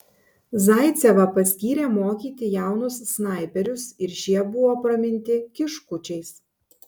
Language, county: Lithuanian, Panevėžys